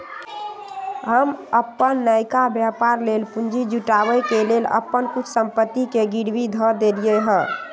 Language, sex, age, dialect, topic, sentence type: Magahi, female, 18-24, Western, banking, statement